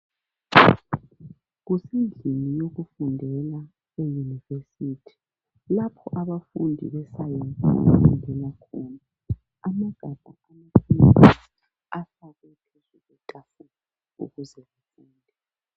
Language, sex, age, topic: North Ndebele, female, 36-49, education